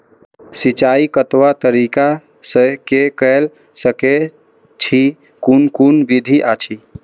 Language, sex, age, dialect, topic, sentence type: Maithili, male, 18-24, Eastern / Thethi, agriculture, question